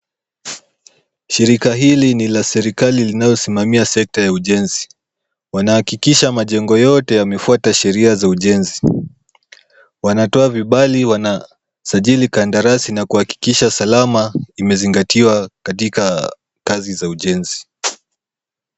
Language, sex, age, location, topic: Swahili, male, 18-24, Kisumu, government